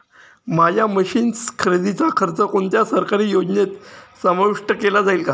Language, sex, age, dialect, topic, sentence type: Marathi, male, 36-40, Standard Marathi, agriculture, question